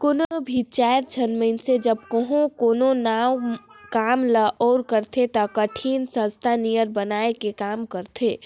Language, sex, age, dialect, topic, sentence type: Chhattisgarhi, male, 56-60, Northern/Bhandar, banking, statement